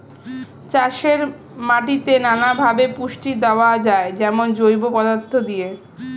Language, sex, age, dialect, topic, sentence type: Bengali, female, 25-30, Standard Colloquial, agriculture, statement